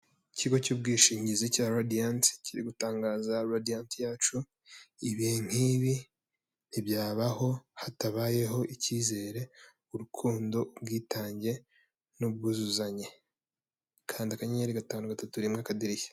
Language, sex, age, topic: Kinyarwanda, male, 18-24, finance